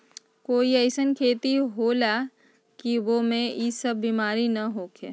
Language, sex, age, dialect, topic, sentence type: Magahi, female, 60-100, Western, agriculture, question